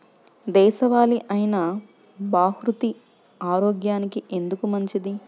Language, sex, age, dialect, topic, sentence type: Telugu, female, 31-35, Central/Coastal, agriculture, question